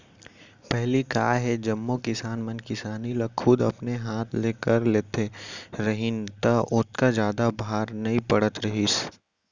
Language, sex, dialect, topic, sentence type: Chhattisgarhi, male, Central, banking, statement